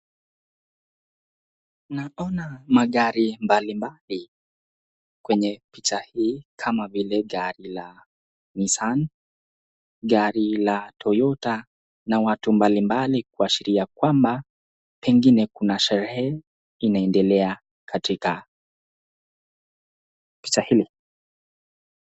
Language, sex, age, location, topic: Swahili, male, 18-24, Nakuru, finance